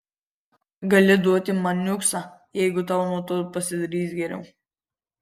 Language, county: Lithuanian, Kaunas